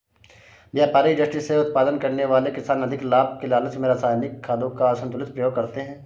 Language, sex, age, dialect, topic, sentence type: Hindi, male, 46-50, Awadhi Bundeli, agriculture, statement